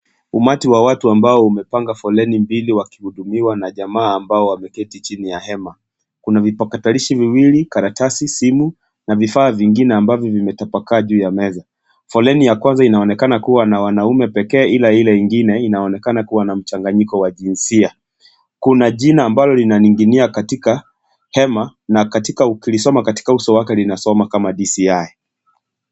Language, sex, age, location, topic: Swahili, male, 25-35, Kisii, government